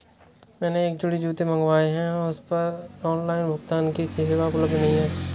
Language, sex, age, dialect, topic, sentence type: Hindi, male, 18-24, Awadhi Bundeli, banking, statement